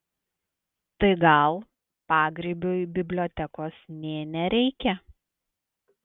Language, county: Lithuanian, Klaipėda